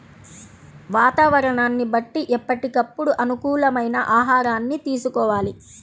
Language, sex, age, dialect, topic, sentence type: Telugu, female, 31-35, Central/Coastal, agriculture, statement